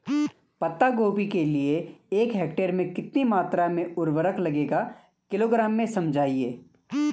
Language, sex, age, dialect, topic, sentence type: Hindi, male, 25-30, Garhwali, agriculture, question